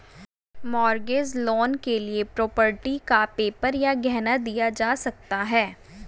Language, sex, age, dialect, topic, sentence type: Hindi, female, 18-24, Hindustani Malvi Khadi Boli, banking, statement